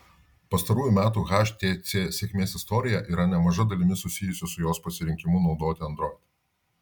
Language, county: Lithuanian, Vilnius